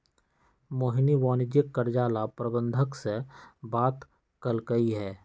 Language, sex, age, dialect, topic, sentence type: Magahi, male, 25-30, Western, banking, statement